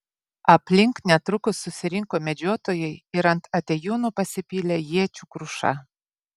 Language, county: Lithuanian, Vilnius